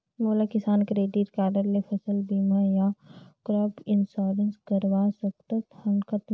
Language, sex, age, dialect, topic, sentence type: Chhattisgarhi, female, 31-35, Northern/Bhandar, agriculture, question